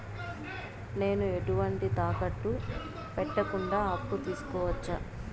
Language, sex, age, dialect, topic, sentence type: Telugu, female, 31-35, Southern, banking, question